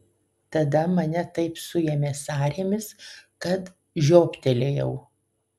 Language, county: Lithuanian, Kaunas